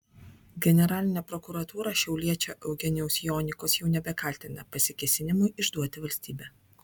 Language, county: Lithuanian, Vilnius